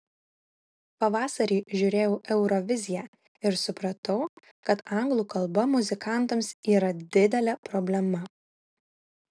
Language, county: Lithuanian, Vilnius